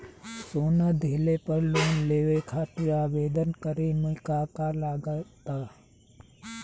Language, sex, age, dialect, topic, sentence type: Bhojpuri, male, 36-40, Southern / Standard, banking, question